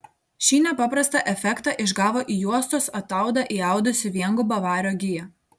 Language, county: Lithuanian, Telšiai